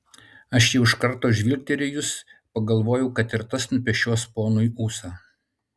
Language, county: Lithuanian, Utena